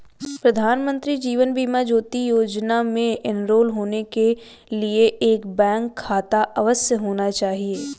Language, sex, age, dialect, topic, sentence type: Hindi, female, 25-30, Hindustani Malvi Khadi Boli, banking, statement